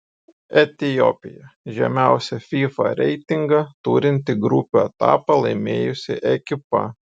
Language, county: Lithuanian, Šiauliai